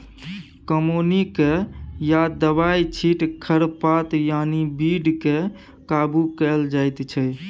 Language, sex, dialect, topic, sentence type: Maithili, male, Bajjika, agriculture, statement